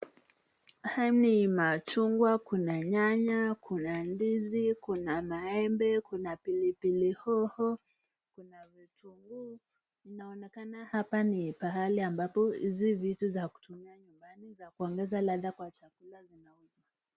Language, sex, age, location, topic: Swahili, female, 18-24, Nakuru, finance